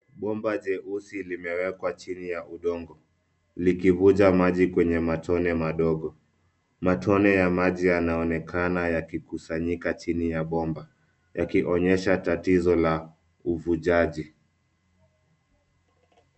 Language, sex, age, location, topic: Swahili, male, 25-35, Nairobi, agriculture